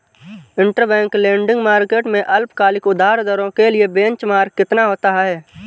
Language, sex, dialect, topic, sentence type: Hindi, male, Awadhi Bundeli, banking, statement